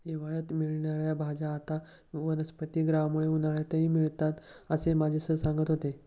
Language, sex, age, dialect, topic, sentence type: Marathi, male, 18-24, Standard Marathi, agriculture, statement